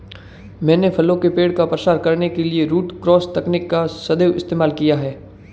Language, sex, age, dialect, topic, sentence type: Hindi, male, 18-24, Marwari Dhudhari, agriculture, statement